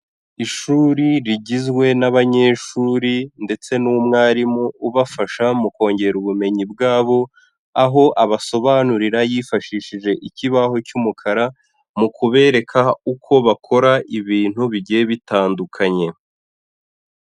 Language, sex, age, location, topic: Kinyarwanda, male, 18-24, Huye, education